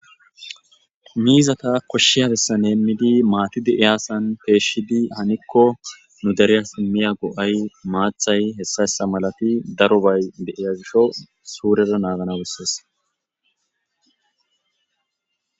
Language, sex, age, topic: Gamo, male, 25-35, agriculture